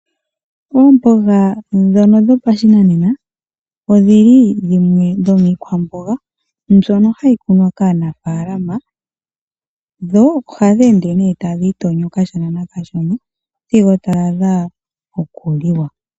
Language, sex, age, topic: Oshiwambo, female, 18-24, agriculture